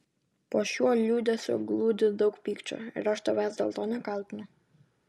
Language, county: Lithuanian, Vilnius